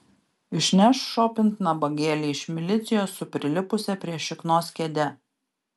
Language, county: Lithuanian, Kaunas